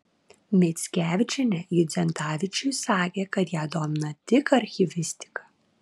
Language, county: Lithuanian, Vilnius